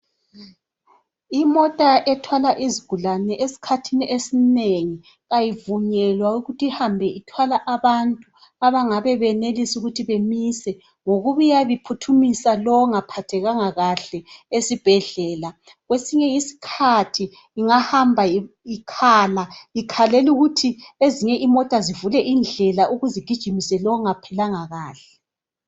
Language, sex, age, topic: North Ndebele, female, 36-49, health